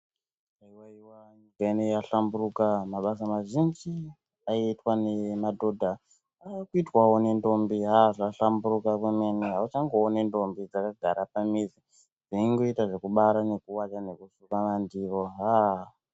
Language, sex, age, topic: Ndau, male, 18-24, health